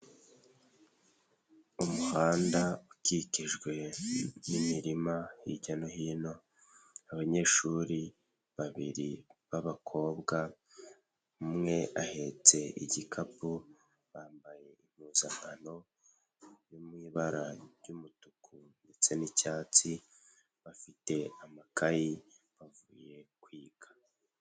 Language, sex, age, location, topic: Kinyarwanda, male, 18-24, Nyagatare, government